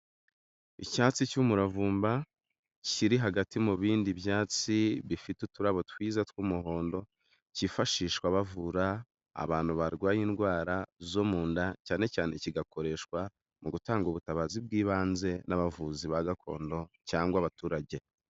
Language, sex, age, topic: Kinyarwanda, male, 25-35, health